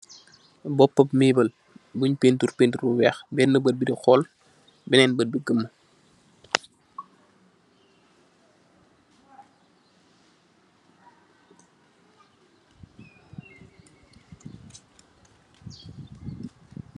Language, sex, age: Wolof, male, 25-35